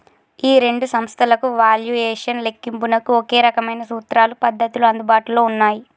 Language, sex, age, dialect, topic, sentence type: Telugu, female, 18-24, Telangana, banking, statement